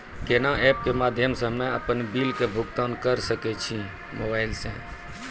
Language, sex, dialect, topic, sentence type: Maithili, male, Angika, banking, question